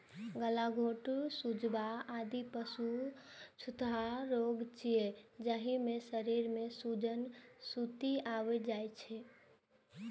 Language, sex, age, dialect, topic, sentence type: Maithili, female, 18-24, Eastern / Thethi, agriculture, statement